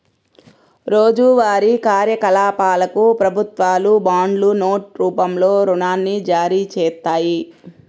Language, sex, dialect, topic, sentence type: Telugu, female, Central/Coastal, banking, statement